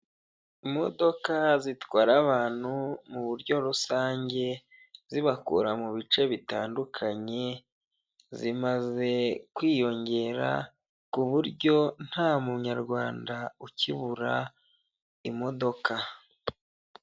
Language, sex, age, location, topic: Kinyarwanda, male, 25-35, Huye, government